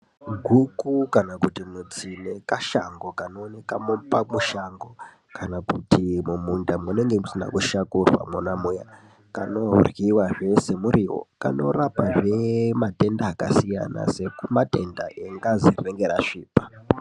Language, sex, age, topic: Ndau, male, 18-24, health